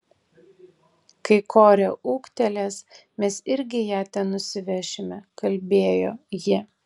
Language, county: Lithuanian, Tauragė